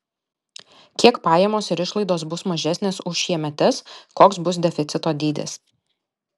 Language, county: Lithuanian, Alytus